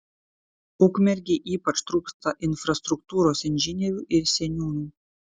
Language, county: Lithuanian, Kaunas